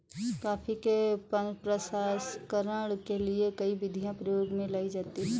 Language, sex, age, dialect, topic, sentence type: Hindi, female, 18-24, Awadhi Bundeli, agriculture, statement